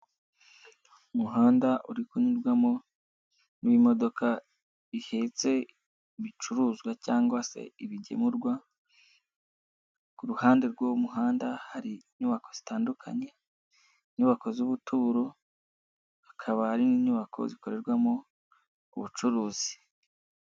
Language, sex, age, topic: Kinyarwanda, male, 18-24, government